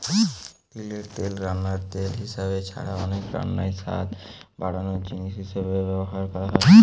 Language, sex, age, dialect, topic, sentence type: Bengali, male, <18, Western, agriculture, statement